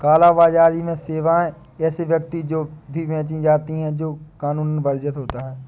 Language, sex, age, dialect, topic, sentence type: Hindi, male, 18-24, Awadhi Bundeli, banking, statement